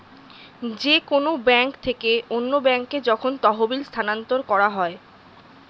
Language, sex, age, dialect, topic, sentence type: Bengali, female, 25-30, Standard Colloquial, banking, statement